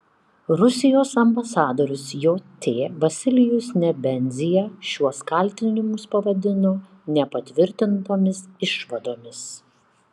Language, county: Lithuanian, Kaunas